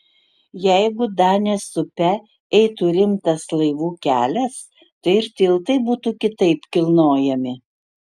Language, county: Lithuanian, Utena